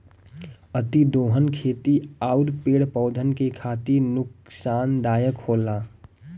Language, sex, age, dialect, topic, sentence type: Bhojpuri, male, 18-24, Western, agriculture, statement